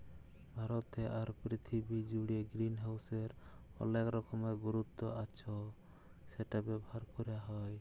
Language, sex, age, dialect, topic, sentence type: Bengali, male, 25-30, Jharkhandi, agriculture, statement